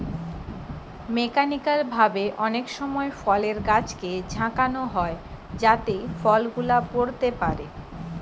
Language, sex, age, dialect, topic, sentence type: Bengali, female, 25-30, Western, agriculture, statement